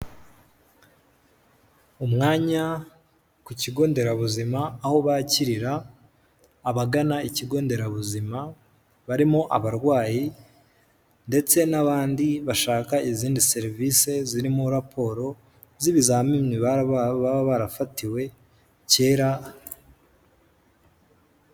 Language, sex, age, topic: Kinyarwanda, male, 18-24, health